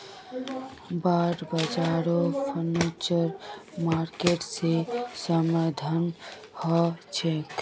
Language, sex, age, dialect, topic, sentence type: Magahi, female, 25-30, Northeastern/Surjapuri, banking, statement